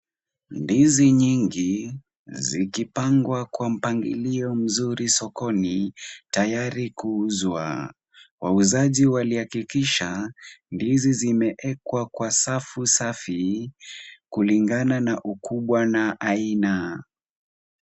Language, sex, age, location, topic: Swahili, male, 18-24, Kisumu, agriculture